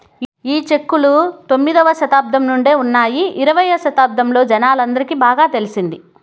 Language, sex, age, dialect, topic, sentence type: Telugu, female, 31-35, Southern, banking, statement